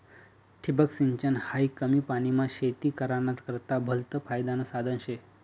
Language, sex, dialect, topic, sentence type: Marathi, male, Northern Konkan, agriculture, statement